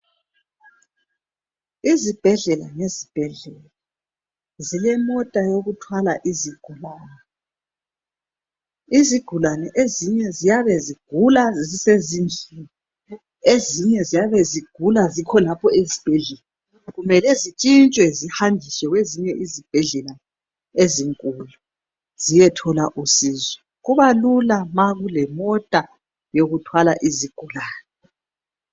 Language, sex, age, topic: North Ndebele, male, 25-35, health